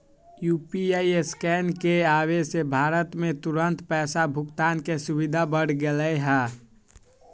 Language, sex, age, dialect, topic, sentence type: Magahi, male, 18-24, Western, banking, statement